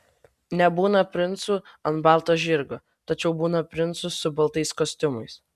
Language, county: Lithuanian, Vilnius